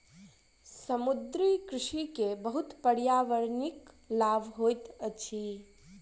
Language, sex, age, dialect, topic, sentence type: Maithili, female, 18-24, Southern/Standard, agriculture, statement